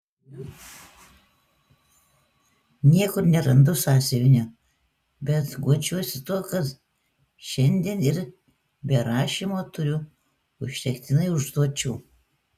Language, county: Lithuanian, Klaipėda